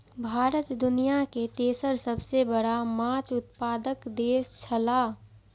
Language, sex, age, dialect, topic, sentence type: Maithili, female, 56-60, Eastern / Thethi, agriculture, statement